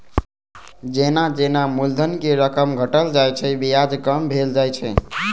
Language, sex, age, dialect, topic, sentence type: Maithili, male, 18-24, Eastern / Thethi, banking, statement